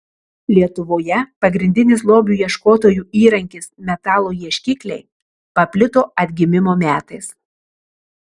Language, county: Lithuanian, Marijampolė